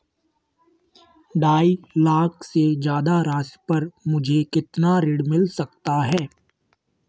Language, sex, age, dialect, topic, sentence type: Hindi, male, 51-55, Kanauji Braj Bhasha, banking, question